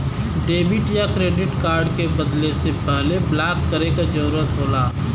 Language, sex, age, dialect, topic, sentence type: Bhojpuri, male, 25-30, Western, banking, statement